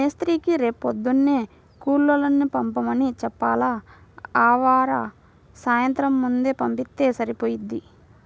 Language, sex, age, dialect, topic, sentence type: Telugu, female, 60-100, Central/Coastal, agriculture, statement